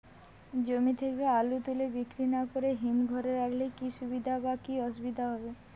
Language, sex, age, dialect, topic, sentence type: Bengali, female, 18-24, Rajbangshi, agriculture, question